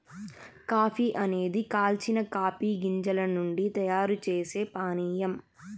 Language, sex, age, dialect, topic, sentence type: Telugu, female, 18-24, Southern, agriculture, statement